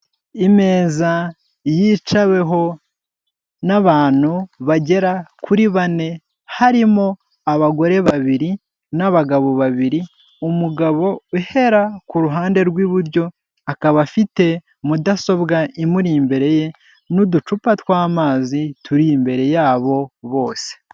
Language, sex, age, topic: Kinyarwanda, male, 18-24, health